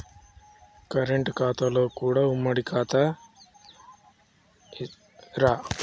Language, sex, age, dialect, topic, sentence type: Telugu, male, 18-24, Telangana, banking, question